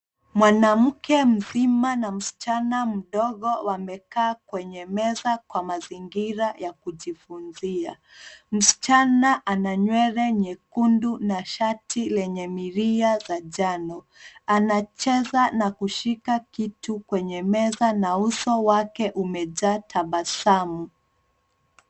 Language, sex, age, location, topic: Swahili, female, 25-35, Nairobi, education